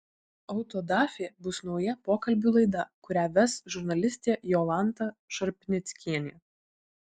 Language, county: Lithuanian, Vilnius